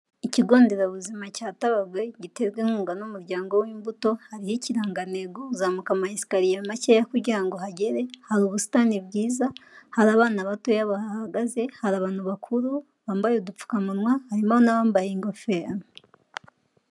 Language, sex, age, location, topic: Kinyarwanda, female, 18-24, Kigali, health